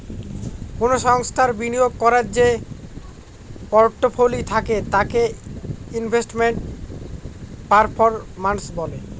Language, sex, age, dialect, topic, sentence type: Bengali, male, <18, Northern/Varendri, banking, statement